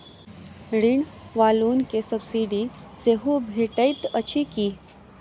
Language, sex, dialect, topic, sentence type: Maithili, female, Southern/Standard, banking, question